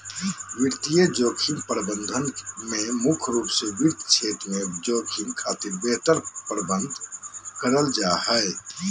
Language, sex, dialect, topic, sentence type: Magahi, male, Southern, banking, statement